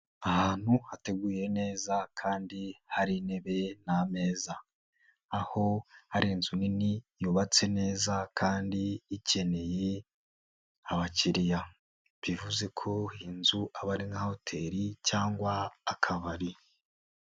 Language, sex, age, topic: Kinyarwanda, male, 18-24, finance